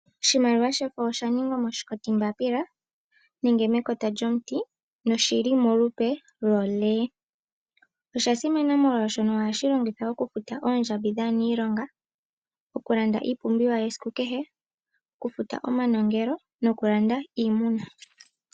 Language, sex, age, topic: Oshiwambo, female, 18-24, finance